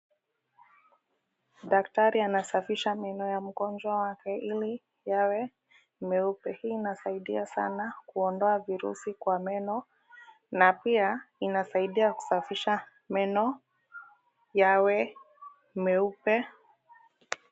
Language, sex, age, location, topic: Swahili, female, 25-35, Mombasa, health